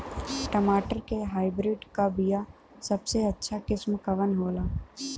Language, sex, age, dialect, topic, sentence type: Bhojpuri, female, 18-24, Western, agriculture, question